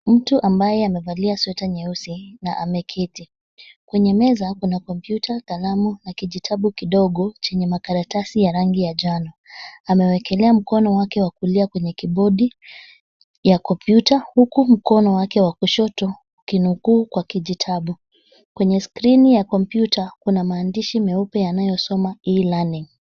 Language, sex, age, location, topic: Swahili, female, 25-35, Nairobi, education